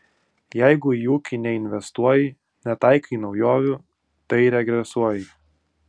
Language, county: Lithuanian, Utena